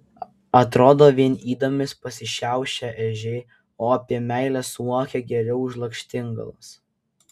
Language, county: Lithuanian, Kaunas